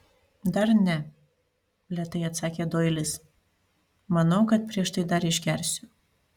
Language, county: Lithuanian, Panevėžys